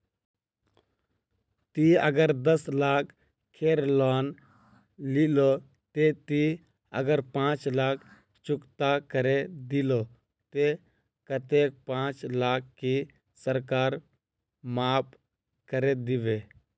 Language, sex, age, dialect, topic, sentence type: Magahi, male, 51-55, Northeastern/Surjapuri, banking, question